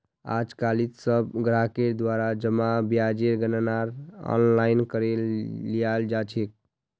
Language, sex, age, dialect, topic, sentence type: Magahi, male, 41-45, Northeastern/Surjapuri, banking, statement